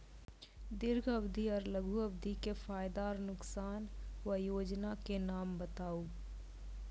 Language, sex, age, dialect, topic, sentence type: Maithili, female, 18-24, Angika, banking, question